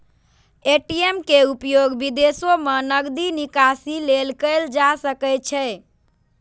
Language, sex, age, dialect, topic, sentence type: Maithili, female, 18-24, Eastern / Thethi, banking, statement